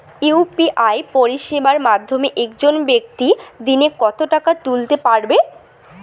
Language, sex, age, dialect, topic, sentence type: Bengali, female, 18-24, Rajbangshi, banking, question